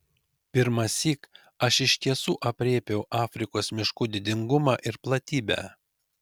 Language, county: Lithuanian, Kaunas